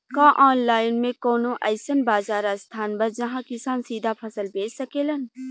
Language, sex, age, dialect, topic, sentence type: Bhojpuri, female, 25-30, Western, agriculture, statement